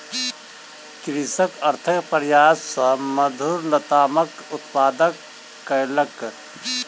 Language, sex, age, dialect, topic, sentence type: Maithili, male, 31-35, Southern/Standard, agriculture, statement